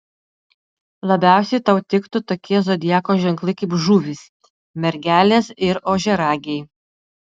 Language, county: Lithuanian, Utena